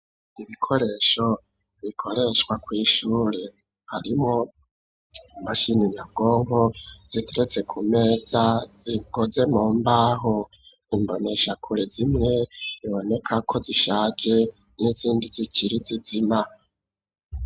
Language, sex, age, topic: Rundi, male, 25-35, education